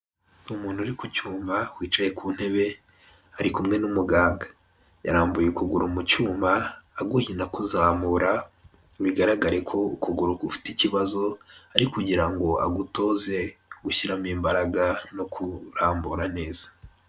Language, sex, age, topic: Kinyarwanda, male, 18-24, health